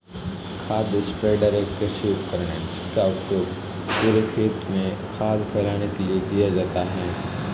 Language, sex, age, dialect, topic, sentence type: Hindi, male, 18-24, Marwari Dhudhari, agriculture, statement